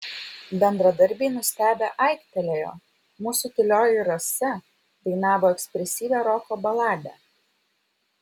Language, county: Lithuanian, Vilnius